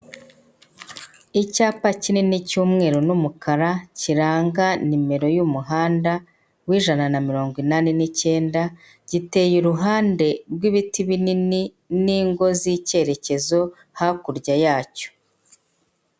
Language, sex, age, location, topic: Kinyarwanda, female, 50+, Kigali, government